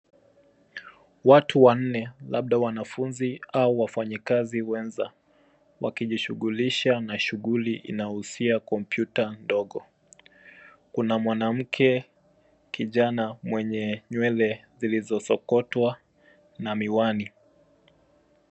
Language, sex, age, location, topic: Swahili, male, 25-35, Nairobi, education